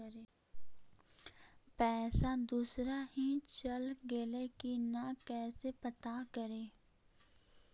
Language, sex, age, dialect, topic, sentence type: Magahi, female, 18-24, Central/Standard, banking, question